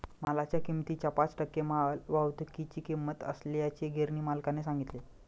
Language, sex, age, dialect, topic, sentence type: Marathi, male, 25-30, Standard Marathi, banking, statement